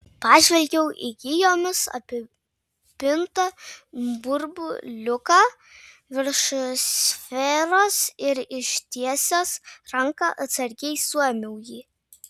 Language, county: Lithuanian, Vilnius